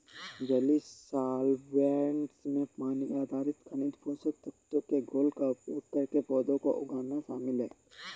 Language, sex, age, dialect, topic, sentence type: Hindi, male, 18-24, Awadhi Bundeli, agriculture, statement